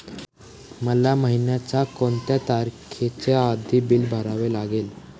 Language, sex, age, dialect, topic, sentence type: Marathi, male, <18, Standard Marathi, banking, question